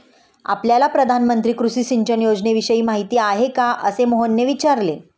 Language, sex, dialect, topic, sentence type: Marathi, female, Standard Marathi, agriculture, statement